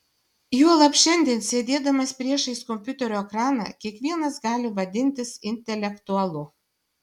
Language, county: Lithuanian, Šiauliai